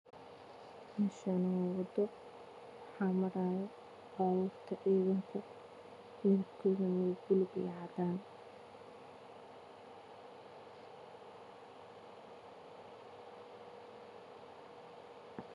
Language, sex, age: Somali, female, 25-35